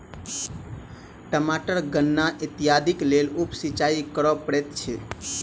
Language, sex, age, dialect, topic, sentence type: Maithili, male, 18-24, Southern/Standard, agriculture, statement